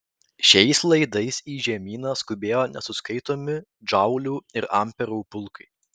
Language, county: Lithuanian, Vilnius